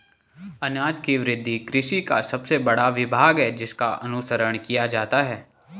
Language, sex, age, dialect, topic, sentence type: Hindi, male, 18-24, Garhwali, agriculture, statement